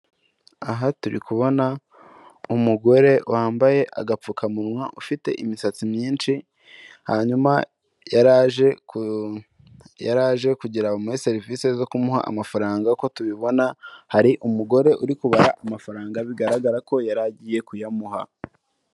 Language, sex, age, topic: Kinyarwanda, male, 18-24, finance